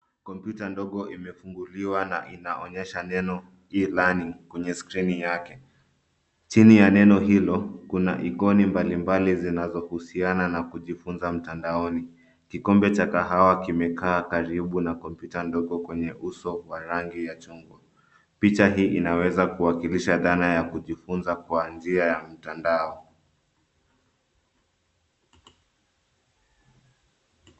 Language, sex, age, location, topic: Swahili, male, 25-35, Nairobi, education